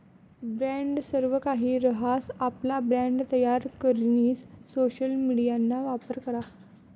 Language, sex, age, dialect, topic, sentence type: Marathi, female, 25-30, Northern Konkan, agriculture, statement